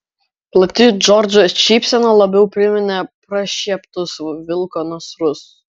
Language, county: Lithuanian, Kaunas